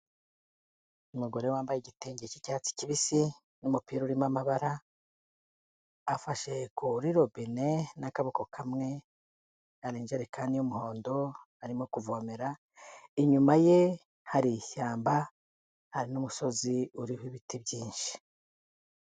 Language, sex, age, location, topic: Kinyarwanda, female, 18-24, Kigali, health